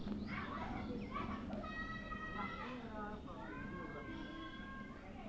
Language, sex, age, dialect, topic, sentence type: Bengali, female, 18-24, Rajbangshi, banking, question